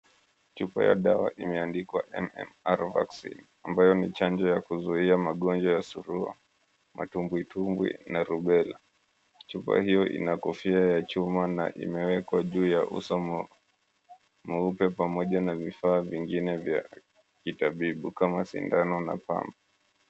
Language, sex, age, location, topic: Swahili, male, 25-35, Mombasa, health